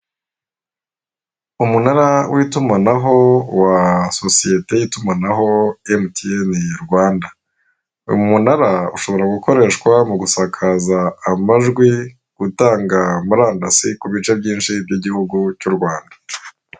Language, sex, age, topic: Kinyarwanda, male, 25-35, government